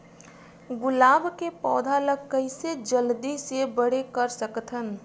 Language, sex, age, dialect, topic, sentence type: Chhattisgarhi, female, 36-40, Western/Budati/Khatahi, agriculture, question